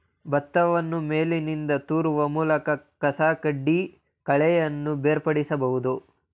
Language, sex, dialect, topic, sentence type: Kannada, male, Mysore Kannada, agriculture, statement